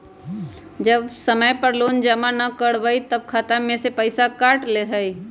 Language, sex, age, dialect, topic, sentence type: Magahi, female, 31-35, Western, banking, question